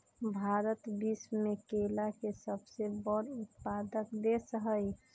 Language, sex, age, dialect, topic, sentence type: Magahi, female, 25-30, Western, agriculture, statement